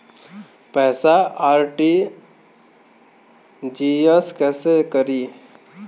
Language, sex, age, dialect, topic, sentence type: Bhojpuri, male, 18-24, Western, banking, question